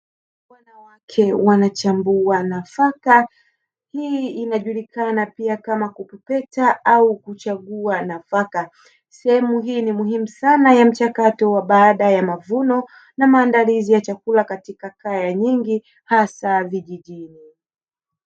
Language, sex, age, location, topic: Swahili, female, 36-49, Dar es Salaam, agriculture